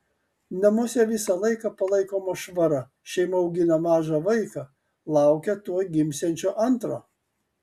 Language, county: Lithuanian, Kaunas